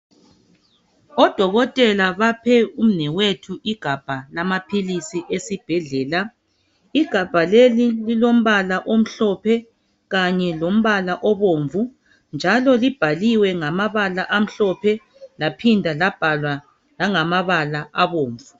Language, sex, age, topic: North Ndebele, female, 36-49, health